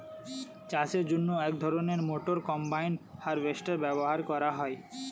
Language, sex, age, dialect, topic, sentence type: Bengali, male, 25-30, Standard Colloquial, agriculture, statement